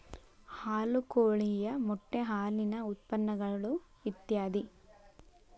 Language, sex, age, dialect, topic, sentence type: Kannada, female, 18-24, Dharwad Kannada, agriculture, statement